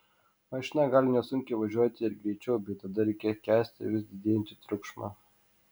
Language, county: Lithuanian, Kaunas